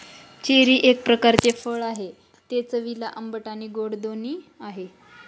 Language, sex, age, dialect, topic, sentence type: Marathi, female, 25-30, Northern Konkan, agriculture, statement